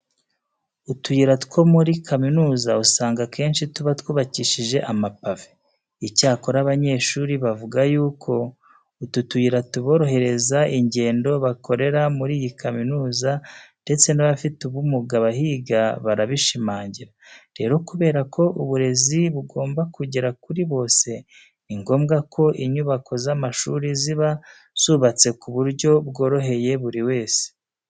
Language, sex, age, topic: Kinyarwanda, male, 36-49, education